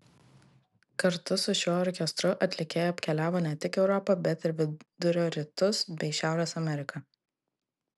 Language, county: Lithuanian, Klaipėda